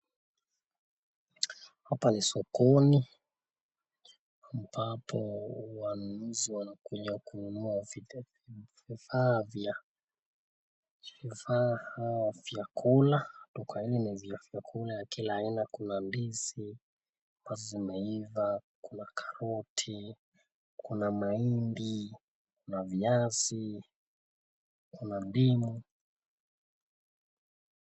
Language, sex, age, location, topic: Swahili, male, 25-35, Nakuru, finance